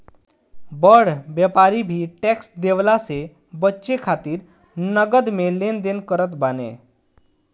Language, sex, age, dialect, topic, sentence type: Bhojpuri, male, 25-30, Northern, banking, statement